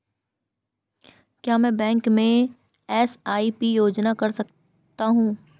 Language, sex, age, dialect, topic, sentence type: Hindi, female, 31-35, Marwari Dhudhari, banking, question